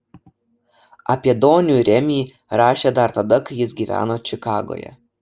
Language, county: Lithuanian, Šiauliai